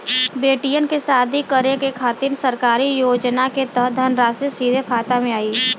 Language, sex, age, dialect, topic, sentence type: Bhojpuri, male, 18-24, Western, banking, question